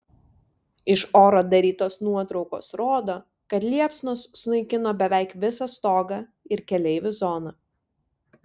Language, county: Lithuanian, Vilnius